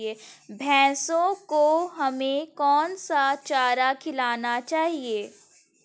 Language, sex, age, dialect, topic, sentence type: Hindi, female, 18-24, Kanauji Braj Bhasha, agriculture, question